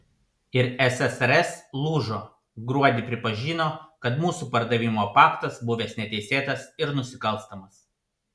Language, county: Lithuanian, Panevėžys